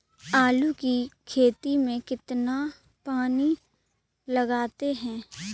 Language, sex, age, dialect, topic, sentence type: Hindi, female, 18-24, Kanauji Braj Bhasha, agriculture, question